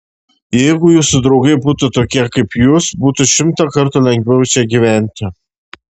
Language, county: Lithuanian, Šiauliai